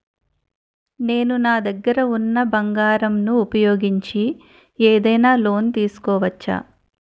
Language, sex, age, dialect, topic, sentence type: Telugu, female, 41-45, Utterandhra, banking, question